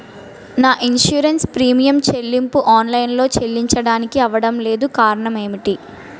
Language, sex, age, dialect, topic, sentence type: Telugu, female, 18-24, Utterandhra, banking, question